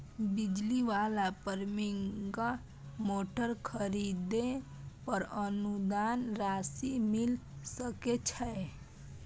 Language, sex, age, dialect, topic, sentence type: Maithili, female, 18-24, Bajjika, agriculture, question